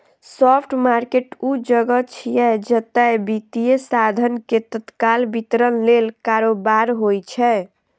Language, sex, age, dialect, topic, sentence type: Maithili, female, 25-30, Eastern / Thethi, banking, statement